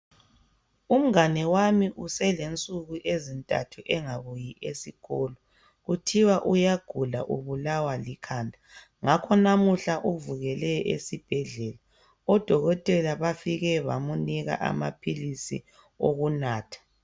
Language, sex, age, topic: North Ndebele, female, 36-49, health